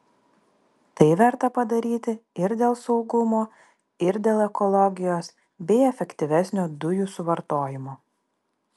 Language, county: Lithuanian, Vilnius